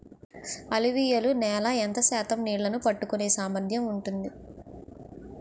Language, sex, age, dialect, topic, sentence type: Telugu, female, 18-24, Utterandhra, agriculture, question